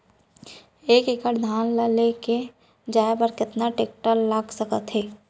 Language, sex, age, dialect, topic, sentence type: Chhattisgarhi, female, 56-60, Central, agriculture, question